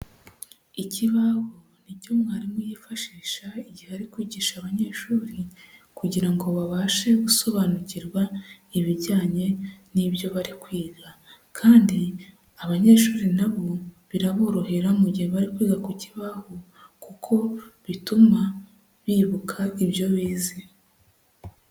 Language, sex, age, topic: Kinyarwanda, male, 25-35, education